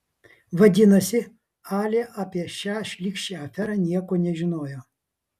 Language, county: Lithuanian, Vilnius